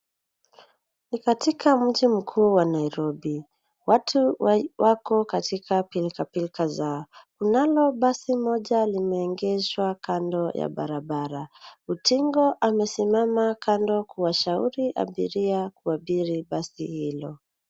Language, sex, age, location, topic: Swahili, female, 18-24, Nairobi, government